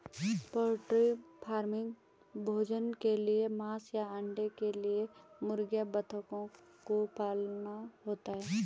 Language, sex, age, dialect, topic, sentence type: Hindi, female, 25-30, Garhwali, agriculture, statement